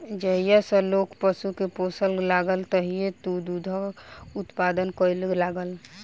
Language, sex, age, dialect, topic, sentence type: Maithili, female, 18-24, Southern/Standard, agriculture, statement